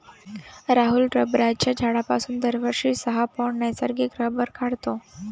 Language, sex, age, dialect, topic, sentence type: Marathi, female, 18-24, Varhadi, agriculture, statement